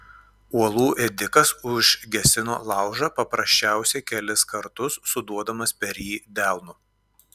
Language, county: Lithuanian, Klaipėda